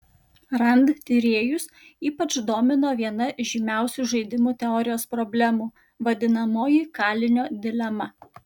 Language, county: Lithuanian, Kaunas